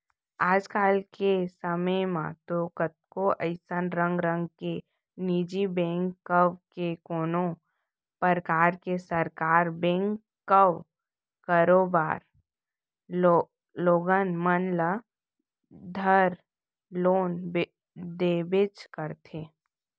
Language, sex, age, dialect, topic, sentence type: Chhattisgarhi, female, 18-24, Central, banking, statement